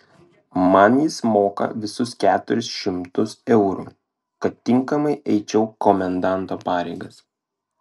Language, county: Lithuanian, Klaipėda